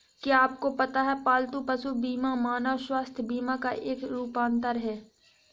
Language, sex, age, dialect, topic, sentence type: Hindi, female, 60-100, Awadhi Bundeli, banking, statement